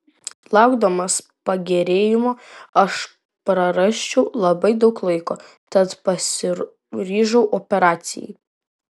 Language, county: Lithuanian, Vilnius